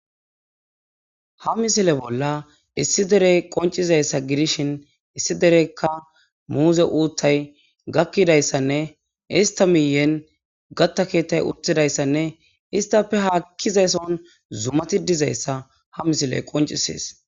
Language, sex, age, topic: Gamo, female, 18-24, agriculture